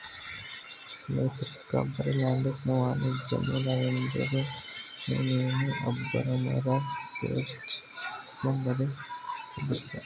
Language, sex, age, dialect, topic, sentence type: Kannada, male, 18-24, Mysore Kannada, agriculture, statement